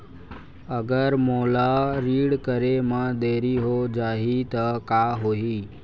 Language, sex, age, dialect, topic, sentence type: Chhattisgarhi, male, 41-45, Western/Budati/Khatahi, banking, question